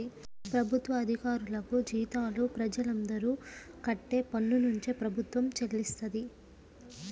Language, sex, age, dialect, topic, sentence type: Telugu, female, 25-30, Central/Coastal, banking, statement